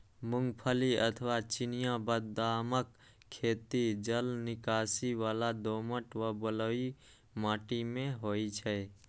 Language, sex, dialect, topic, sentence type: Maithili, male, Eastern / Thethi, agriculture, statement